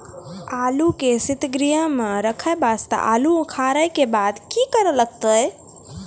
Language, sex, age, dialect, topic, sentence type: Maithili, female, 25-30, Angika, agriculture, question